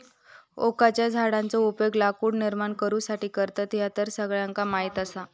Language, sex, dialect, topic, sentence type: Marathi, female, Southern Konkan, agriculture, statement